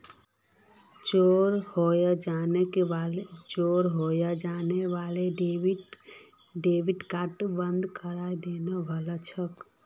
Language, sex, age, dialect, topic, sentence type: Magahi, female, 25-30, Northeastern/Surjapuri, banking, statement